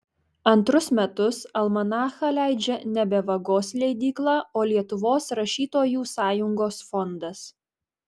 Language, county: Lithuanian, Marijampolė